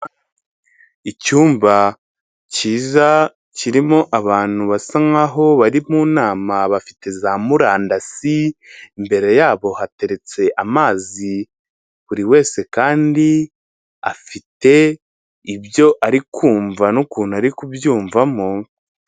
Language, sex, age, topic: Kinyarwanda, male, 25-35, government